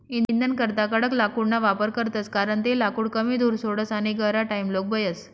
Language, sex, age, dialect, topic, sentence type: Marathi, female, 36-40, Northern Konkan, agriculture, statement